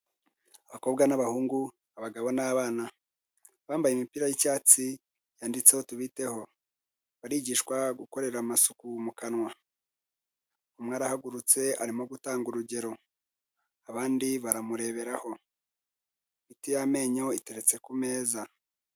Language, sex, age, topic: Kinyarwanda, male, 25-35, health